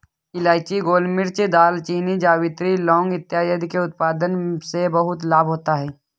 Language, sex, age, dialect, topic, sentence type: Hindi, male, 18-24, Kanauji Braj Bhasha, agriculture, statement